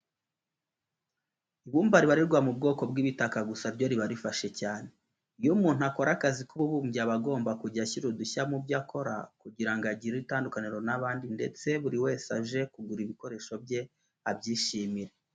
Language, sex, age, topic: Kinyarwanda, male, 25-35, education